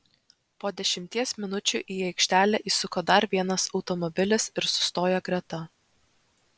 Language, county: Lithuanian, Vilnius